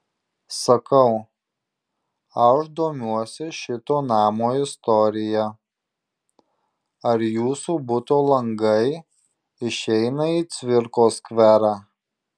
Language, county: Lithuanian, Marijampolė